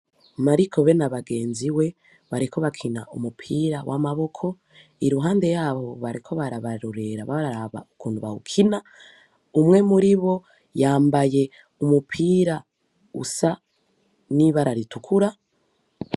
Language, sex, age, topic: Rundi, female, 18-24, education